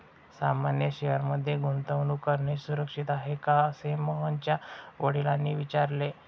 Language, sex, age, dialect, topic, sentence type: Marathi, male, 60-100, Standard Marathi, banking, statement